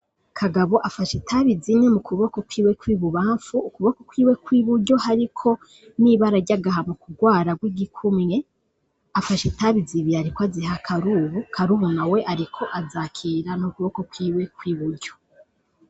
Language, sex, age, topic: Rundi, female, 25-35, agriculture